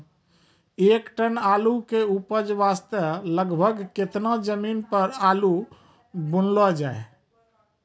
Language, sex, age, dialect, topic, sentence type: Maithili, male, 36-40, Angika, agriculture, question